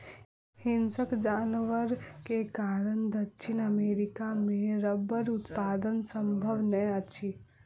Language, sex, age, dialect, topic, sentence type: Maithili, female, 18-24, Southern/Standard, agriculture, statement